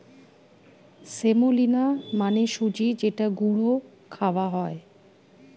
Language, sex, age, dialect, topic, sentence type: Bengali, female, 41-45, Standard Colloquial, agriculture, statement